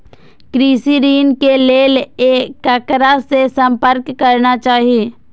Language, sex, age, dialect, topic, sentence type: Maithili, female, 18-24, Eastern / Thethi, banking, question